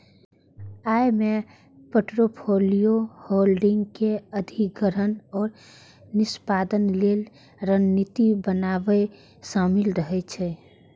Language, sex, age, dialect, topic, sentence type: Maithili, female, 41-45, Eastern / Thethi, banking, statement